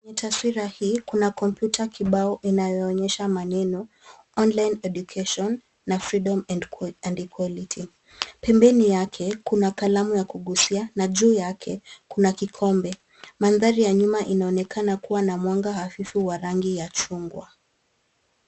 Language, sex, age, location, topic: Swahili, female, 25-35, Nairobi, education